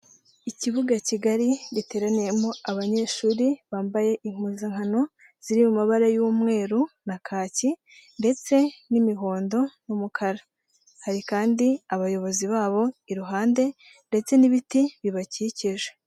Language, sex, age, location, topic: Kinyarwanda, female, 18-24, Nyagatare, education